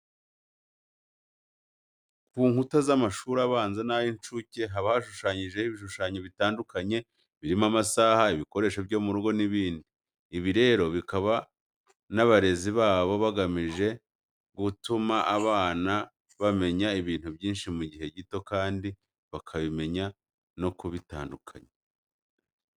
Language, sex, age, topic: Kinyarwanda, male, 25-35, education